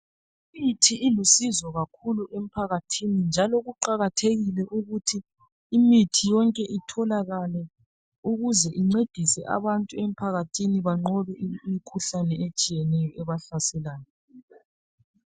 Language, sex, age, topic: North Ndebele, female, 36-49, health